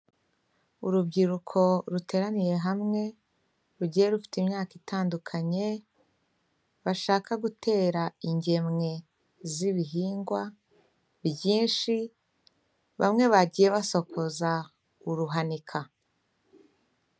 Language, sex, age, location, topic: Kinyarwanda, female, 25-35, Kigali, health